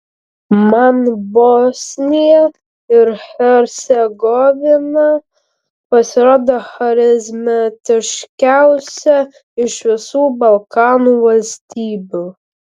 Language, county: Lithuanian, Vilnius